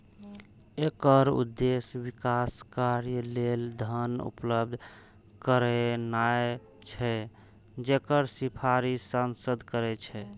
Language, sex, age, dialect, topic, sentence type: Maithili, male, 25-30, Eastern / Thethi, banking, statement